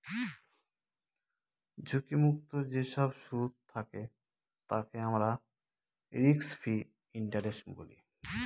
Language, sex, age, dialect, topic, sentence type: Bengali, male, 31-35, Northern/Varendri, banking, statement